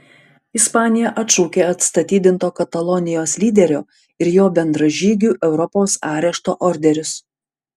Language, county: Lithuanian, Panevėžys